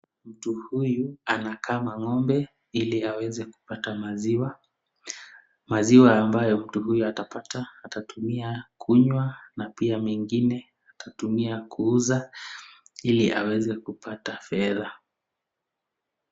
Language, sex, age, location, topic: Swahili, male, 25-35, Nakuru, agriculture